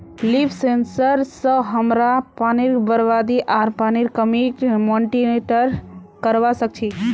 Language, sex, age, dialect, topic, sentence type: Magahi, female, 18-24, Northeastern/Surjapuri, agriculture, statement